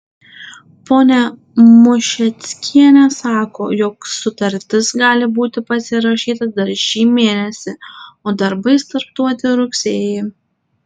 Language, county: Lithuanian, Tauragė